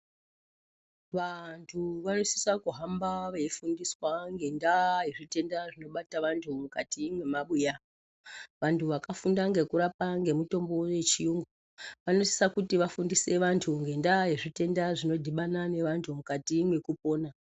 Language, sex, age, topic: Ndau, male, 36-49, health